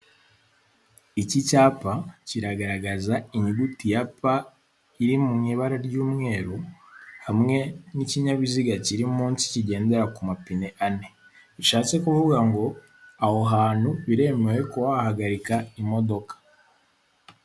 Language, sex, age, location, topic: Kinyarwanda, male, 18-24, Kigali, government